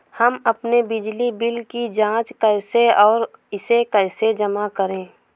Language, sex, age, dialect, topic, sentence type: Hindi, female, 18-24, Awadhi Bundeli, banking, question